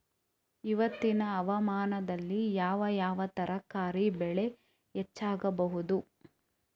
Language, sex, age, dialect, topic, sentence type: Kannada, female, 18-24, Coastal/Dakshin, agriculture, question